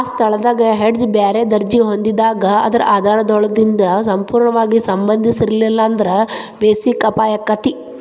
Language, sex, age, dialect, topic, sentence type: Kannada, female, 31-35, Dharwad Kannada, banking, statement